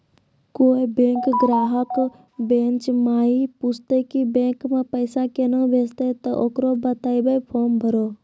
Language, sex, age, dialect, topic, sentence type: Maithili, female, 18-24, Angika, banking, question